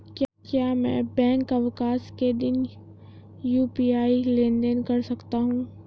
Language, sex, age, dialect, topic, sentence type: Hindi, female, 18-24, Hindustani Malvi Khadi Boli, banking, question